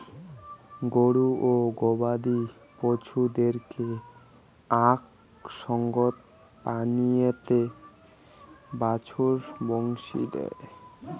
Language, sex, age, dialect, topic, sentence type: Bengali, male, 18-24, Rajbangshi, agriculture, statement